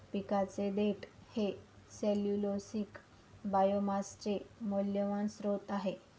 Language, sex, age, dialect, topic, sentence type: Marathi, female, 25-30, Northern Konkan, agriculture, statement